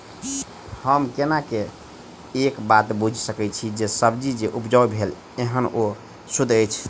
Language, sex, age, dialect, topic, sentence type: Maithili, male, 18-24, Southern/Standard, agriculture, question